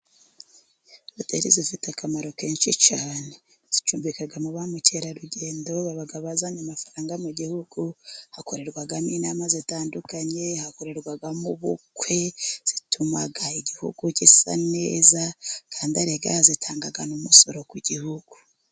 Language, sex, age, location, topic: Kinyarwanda, female, 50+, Musanze, finance